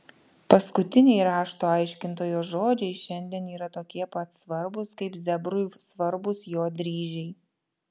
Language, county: Lithuanian, Vilnius